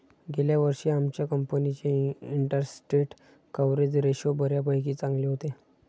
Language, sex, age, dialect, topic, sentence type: Marathi, male, 60-100, Standard Marathi, banking, statement